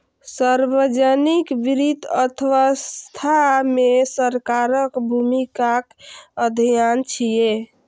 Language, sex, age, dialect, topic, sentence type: Maithili, female, 25-30, Eastern / Thethi, banking, statement